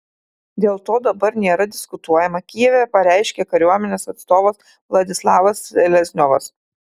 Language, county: Lithuanian, Kaunas